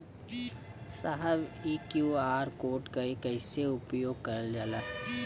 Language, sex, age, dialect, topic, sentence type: Bhojpuri, male, 18-24, Western, banking, question